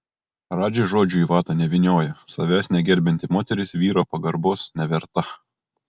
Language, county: Lithuanian, Kaunas